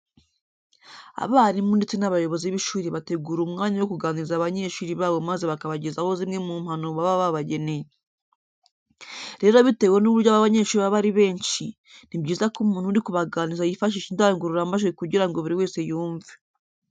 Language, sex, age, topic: Kinyarwanda, female, 25-35, education